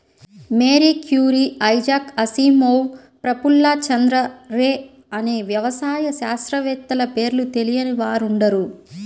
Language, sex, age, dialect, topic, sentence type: Telugu, female, 25-30, Central/Coastal, agriculture, statement